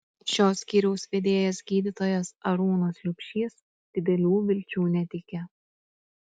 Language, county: Lithuanian, Klaipėda